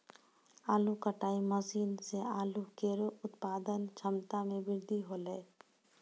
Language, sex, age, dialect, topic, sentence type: Maithili, female, 60-100, Angika, agriculture, statement